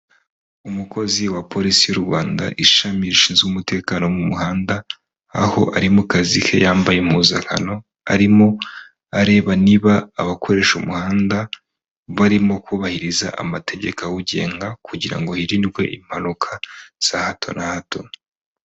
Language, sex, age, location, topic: Kinyarwanda, female, 25-35, Kigali, government